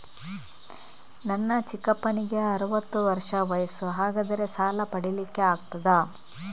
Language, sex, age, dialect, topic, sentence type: Kannada, female, 25-30, Coastal/Dakshin, banking, statement